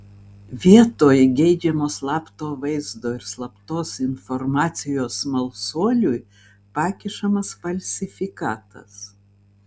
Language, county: Lithuanian, Vilnius